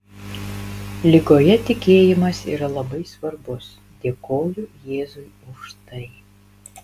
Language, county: Lithuanian, Panevėžys